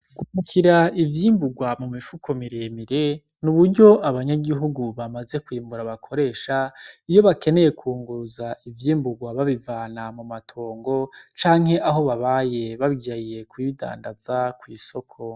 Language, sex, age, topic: Rundi, male, 25-35, agriculture